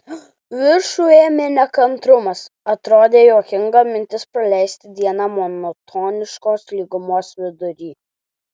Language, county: Lithuanian, Alytus